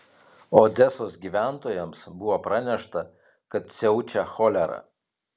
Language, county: Lithuanian, Telšiai